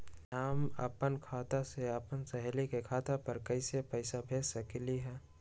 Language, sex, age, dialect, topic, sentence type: Magahi, male, 18-24, Western, banking, question